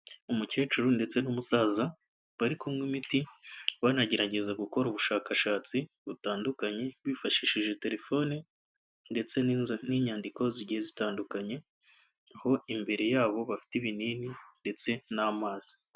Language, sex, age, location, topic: Kinyarwanda, male, 25-35, Kigali, health